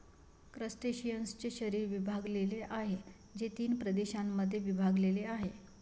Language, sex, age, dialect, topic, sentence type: Marathi, female, 31-35, Varhadi, agriculture, statement